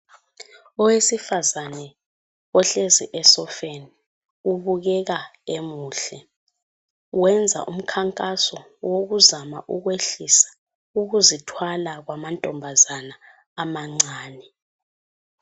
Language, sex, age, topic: North Ndebele, female, 25-35, health